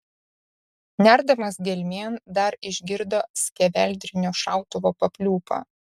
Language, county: Lithuanian, Šiauliai